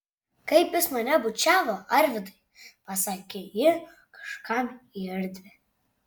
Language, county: Lithuanian, Šiauliai